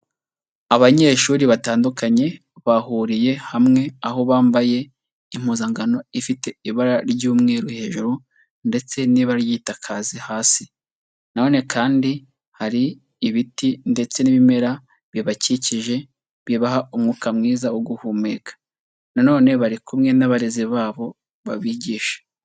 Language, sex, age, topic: Kinyarwanda, male, 18-24, education